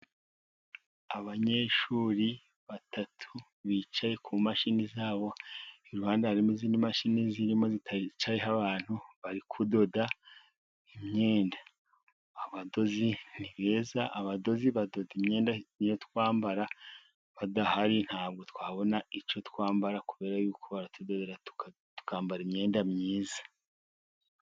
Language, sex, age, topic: Kinyarwanda, male, 50+, education